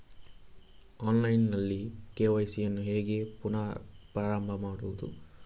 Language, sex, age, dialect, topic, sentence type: Kannada, male, 46-50, Coastal/Dakshin, banking, question